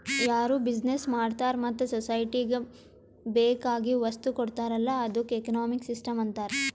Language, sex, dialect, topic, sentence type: Kannada, female, Northeastern, banking, statement